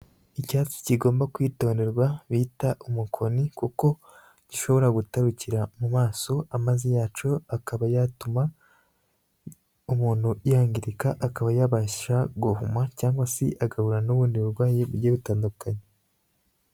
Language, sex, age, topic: Kinyarwanda, male, 25-35, agriculture